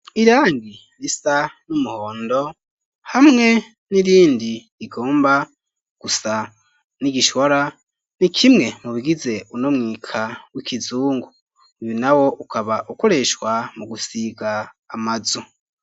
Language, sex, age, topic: Rundi, male, 25-35, education